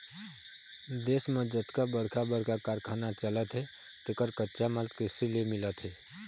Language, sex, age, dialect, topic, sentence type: Chhattisgarhi, male, 25-30, Eastern, agriculture, statement